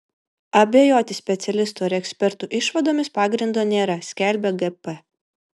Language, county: Lithuanian, Vilnius